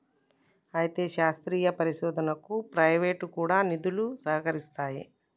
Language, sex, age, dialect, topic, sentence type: Telugu, male, 36-40, Telangana, banking, statement